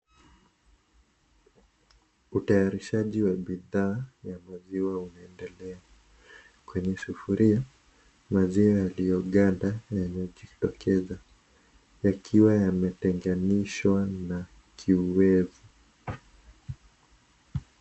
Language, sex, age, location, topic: Swahili, male, 18-24, Kisii, agriculture